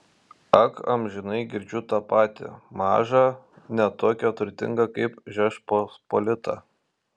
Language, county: Lithuanian, Šiauliai